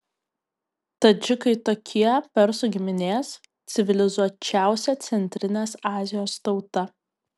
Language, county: Lithuanian, Kaunas